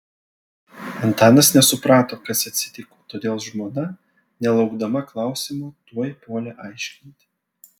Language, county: Lithuanian, Vilnius